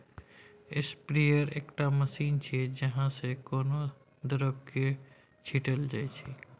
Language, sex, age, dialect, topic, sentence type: Maithili, male, 36-40, Bajjika, agriculture, statement